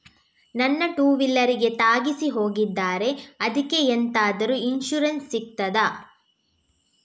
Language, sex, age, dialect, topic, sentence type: Kannada, female, 18-24, Coastal/Dakshin, banking, question